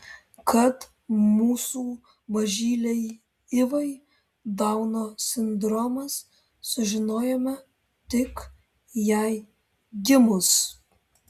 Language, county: Lithuanian, Vilnius